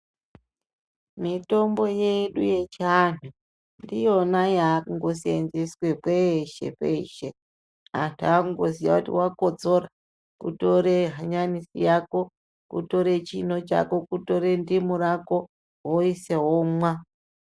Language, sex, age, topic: Ndau, female, 36-49, health